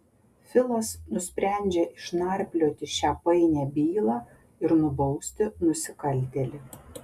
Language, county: Lithuanian, Panevėžys